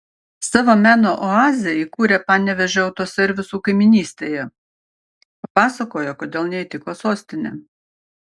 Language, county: Lithuanian, Panevėžys